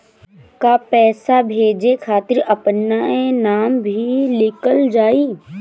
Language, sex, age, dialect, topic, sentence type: Bhojpuri, female, 18-24, Northern, banking, question